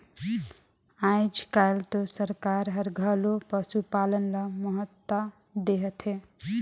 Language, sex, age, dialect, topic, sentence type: Chhattisgarhi, female, 25-30, Northern/Bhandar, agriculture, statement